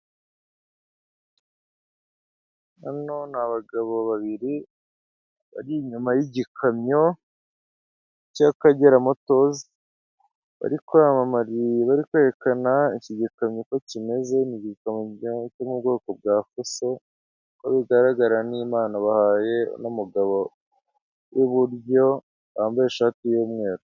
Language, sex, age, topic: Kinyarwanda, male, 25-35, finance